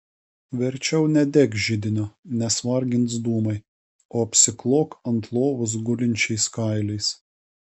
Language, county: Lithuanian, Kaunas